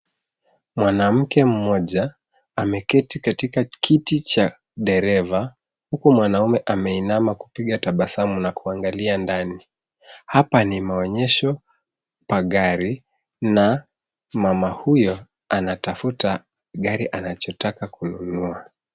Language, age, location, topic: Swahili, 25-35, Nairobi, finance